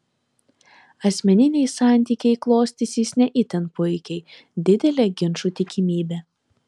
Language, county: Lithuanian, Telšiai